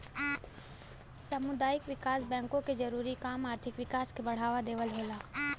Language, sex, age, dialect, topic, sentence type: Bhojpuri, female, 18-24, Western, banking, statement